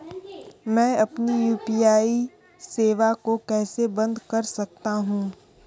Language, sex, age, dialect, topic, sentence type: Hindi, female, 25-30, Kanauji Braj Bhasha, banking, question